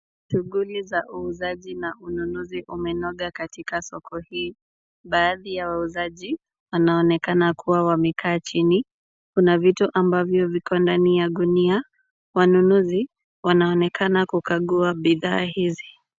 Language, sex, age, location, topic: Swahili, female, 25-35, Kisumu, finance